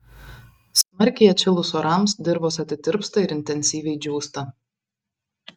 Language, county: Lithuanian, Vilnius